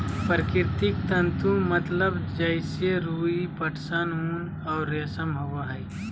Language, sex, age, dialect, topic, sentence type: Magahi, male, 25-30, Southern, agriculture, statement